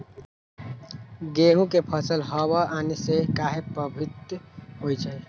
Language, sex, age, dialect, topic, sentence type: Magahi, male, 18-24, Western, agriculture, question